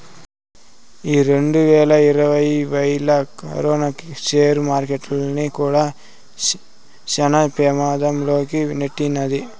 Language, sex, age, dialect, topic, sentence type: Telugu, male, 18-24, Southern, banking, statement